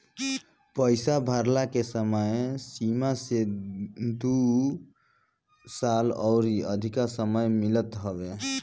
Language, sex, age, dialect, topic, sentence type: Bhojpuri, male, 25-30, Northern, agriculture, statement